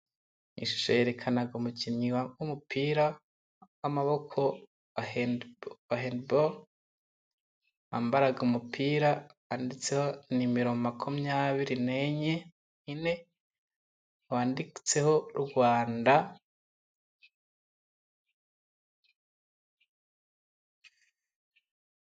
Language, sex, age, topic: Kinyarwanda, male, 25-35, government